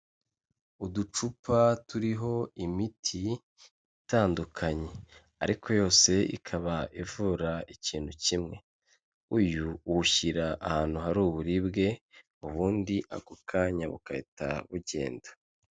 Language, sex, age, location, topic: Kinyarwanda, male, 25-35, Kigali, health